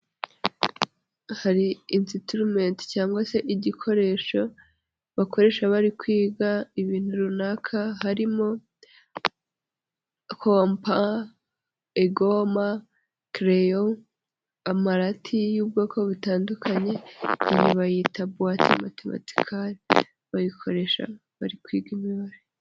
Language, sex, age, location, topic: Kinyarwanda, female, 25-35, Nyagatare, education